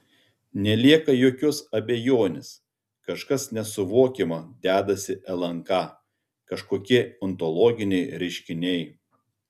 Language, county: Lithuanian, Telšiai